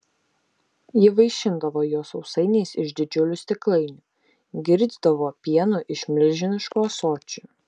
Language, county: Lithuanian, Šiauliai